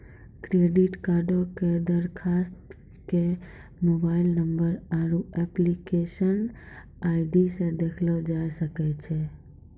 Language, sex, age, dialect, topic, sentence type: Maithili, female, 18-24, Angika, banking, statement